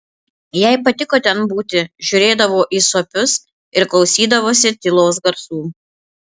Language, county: Lithuanian, Panevėžys